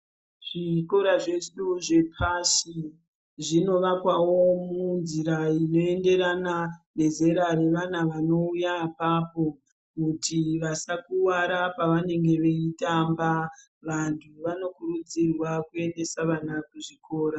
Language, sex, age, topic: Ndau, female, 36-49, education